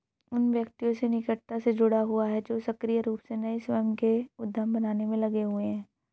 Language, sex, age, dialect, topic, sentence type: Hindi, female, 25-30, Hindustani Malvi Khadi Boli, banking, statement